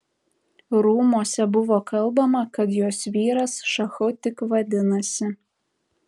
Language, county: Lithuanian, Tauragė